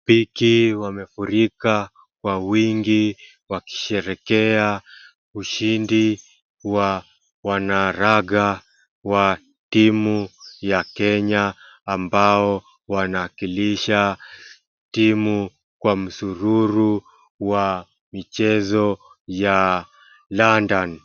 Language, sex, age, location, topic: Swahili, male, 25-35, Wajir, government